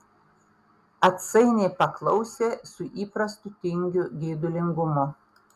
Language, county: Lithuanian, Panevėžys